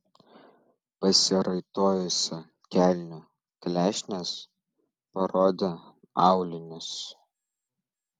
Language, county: Lithuanian, Vilnius